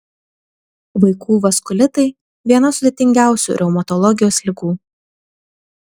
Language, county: Lithuanian, Vilnius